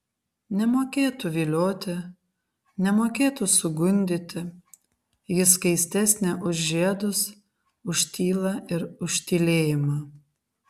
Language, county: Lithuanian, Kaunas